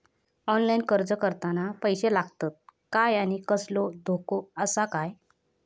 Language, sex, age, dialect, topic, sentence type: Marathi, female, 25-30, Southern Konkan, banking, question